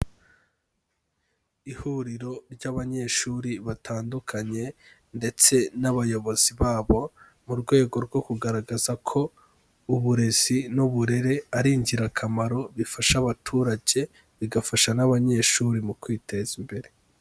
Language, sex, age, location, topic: Kinyarwanda, male, 18-24, Kigali, education